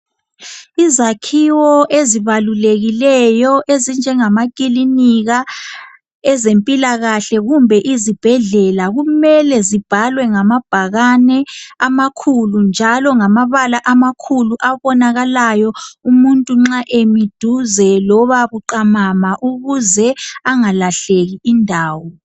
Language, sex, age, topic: North Ndebele, male, 25-35, health